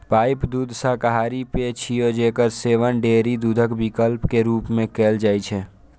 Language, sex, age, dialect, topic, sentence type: Maithili, male, 18-24, Eastern / Thethi, agriculture, statement